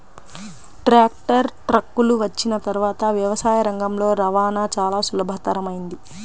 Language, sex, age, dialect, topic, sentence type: Telugu, female, 25-30, Central/Coastal, agriculture, statement